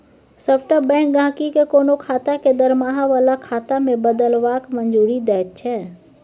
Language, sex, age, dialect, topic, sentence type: Maithili, female, 18-24, Bajjika, banking, statement